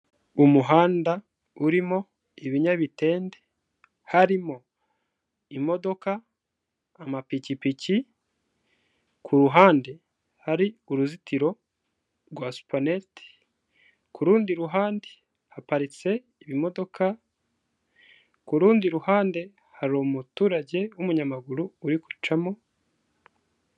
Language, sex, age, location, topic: Kinyarwanda, male, 25-35, Kigali, government